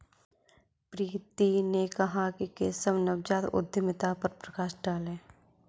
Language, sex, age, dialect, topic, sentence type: Hindi, male, 60-100, Kanauji Braj Bhasha, banking, statement